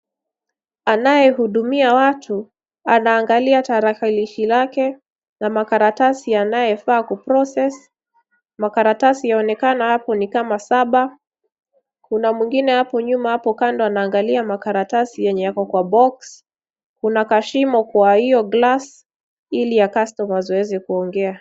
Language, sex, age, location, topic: Swahili, female, 25-35, Kisumu, government